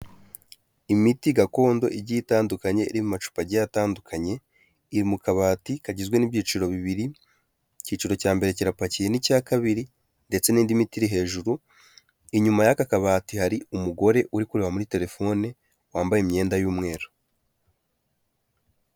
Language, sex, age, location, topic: Kinyarwanda, male, 18-24, Kigali, health